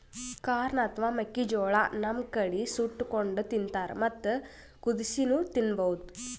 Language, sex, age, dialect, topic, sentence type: Kannada, female, 18-24, Northeastern, agriculture, statement